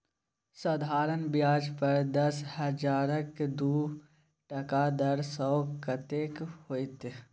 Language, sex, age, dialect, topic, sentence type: Maithili, male, 18-24, Bajjika, banking, statement